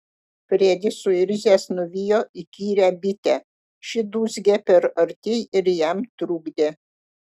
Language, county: Lithuanian, Utena